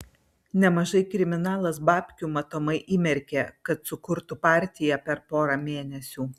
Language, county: Lithuanian, Vilnius